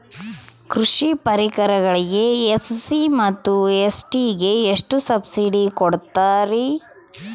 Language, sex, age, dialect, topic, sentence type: Kannada, female, 36-40, Central, agriculture, question